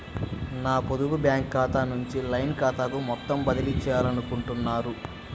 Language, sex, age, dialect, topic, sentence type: Telugu, male, 18-24, Central/Coastal, banking, question